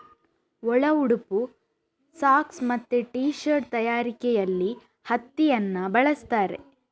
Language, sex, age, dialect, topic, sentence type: Kannada, female, 31-35, Coastal/Dakshin, agriculture, statement